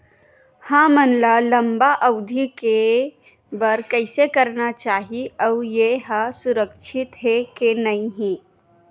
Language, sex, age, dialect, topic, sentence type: Chhattisgarhi, female, 31-35, Western/Budati/Khatahi, banking, question